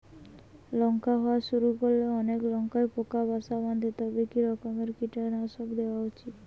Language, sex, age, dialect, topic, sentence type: Bengali, female, 18-24, Rajbangshi, agriculture, question